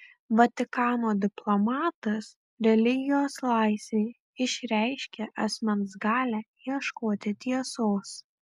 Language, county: Lithuanian, Marijampolė